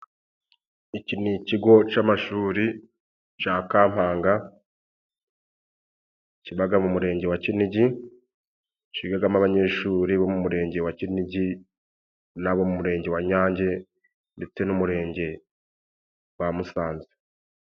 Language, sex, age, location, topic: Kinyarwanda, male, 25-35, Musanze, education